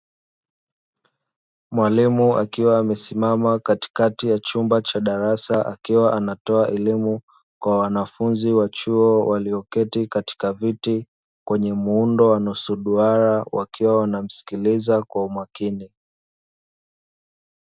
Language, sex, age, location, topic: Swahili, male, 25-35, Dar es Salaam, education